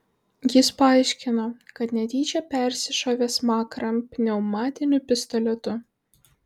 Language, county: Lithuanian, Vilnius